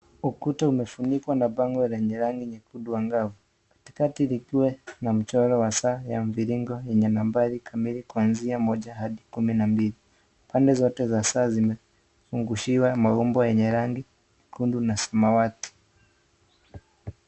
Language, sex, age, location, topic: Swahili, male, 25-35, Kisii, education